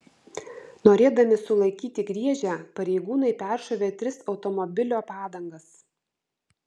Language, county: Lithuanian, Vilnius